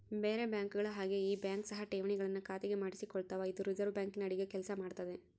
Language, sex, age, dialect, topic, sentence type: Kannada, female, 18-24, Central, banking, statement